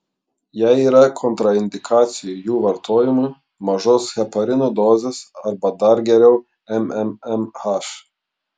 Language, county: Lithuanian, Klaipėda